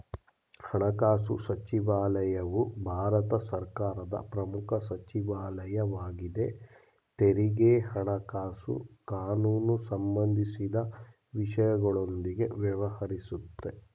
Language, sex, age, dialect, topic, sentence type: Kannada, male, 31-35, Mysore Kannada, banking, statement